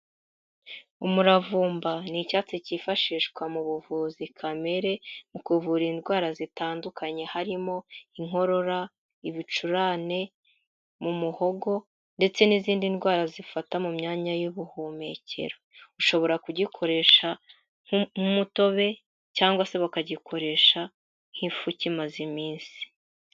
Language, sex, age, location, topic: Kinyarwanda, female, 25-35, Kigali, health